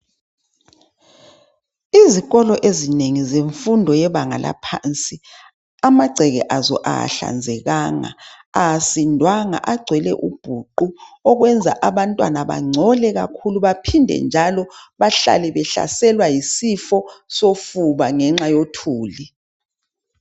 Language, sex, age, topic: North Ndebele, male, 36-49, education